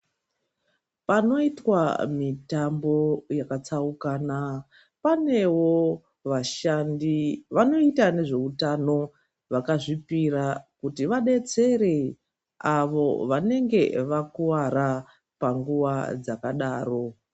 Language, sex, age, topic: Ndau, female, 25-35, health